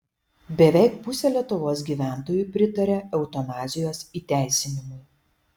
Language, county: Lithuanian, Šiauliai